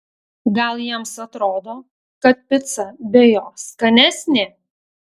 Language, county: Lithuanian, Telšiai